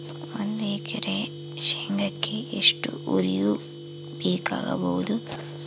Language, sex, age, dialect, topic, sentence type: Kannada, female, 18-24, Central, agriculture, question